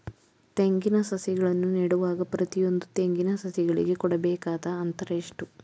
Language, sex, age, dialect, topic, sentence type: Kannada, female, 18-24, Mysore Kannada, agriculture, question